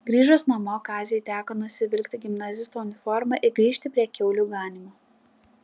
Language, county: Lithuanian, Klaipėda